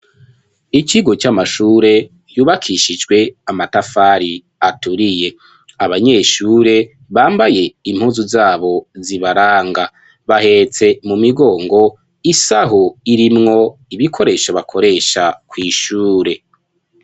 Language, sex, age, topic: Rundi, male, 25-35, education